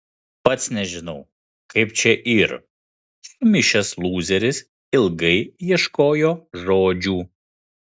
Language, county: Lithuanian, Kaunas